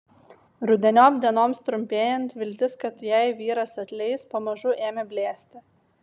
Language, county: Lithuanian, Vilnius